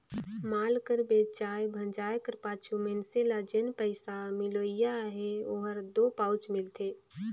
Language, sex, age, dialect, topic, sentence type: Chhattisgarhi, female, 25-30, Northern/Bhandar, banking, statement